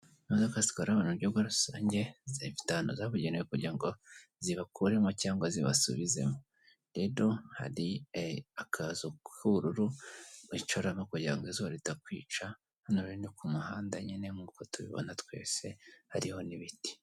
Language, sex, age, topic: Kinyarwanda, male, 18-24, government